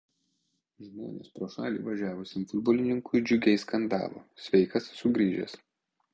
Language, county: Lithuanian, Kaunas